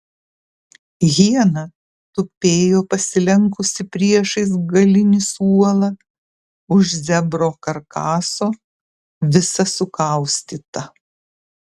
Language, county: Lithuanian, Kaunas